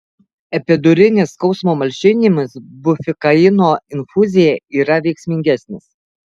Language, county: Lithuanian, Alytus